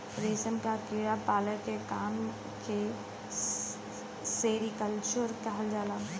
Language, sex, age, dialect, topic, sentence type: Bhojpuri, female, 31-35, Western, agriculture, statement